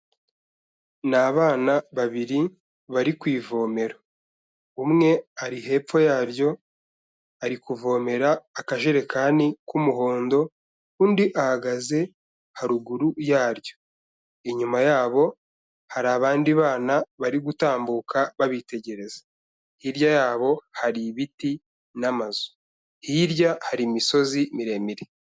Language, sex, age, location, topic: Kinyarwanda, male, 25-35, Kigali, health